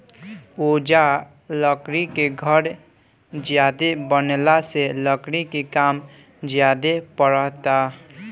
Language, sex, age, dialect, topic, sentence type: Bhojpuri, male, <18, Southern / Standard, agriculture, statement